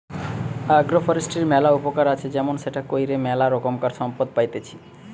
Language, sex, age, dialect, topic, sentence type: Bengali, male, 31-35, Western, agriculture, statement